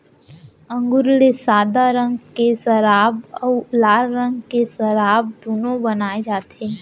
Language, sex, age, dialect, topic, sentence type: Chhattisgarhi, female, 18-24, Central, agriculture, statement